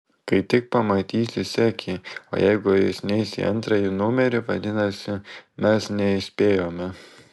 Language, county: Lithuanian, Vilnius